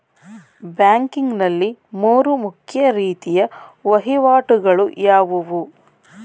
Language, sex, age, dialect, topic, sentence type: Kannada, female, 31-35, Mysore Kannada, banking, question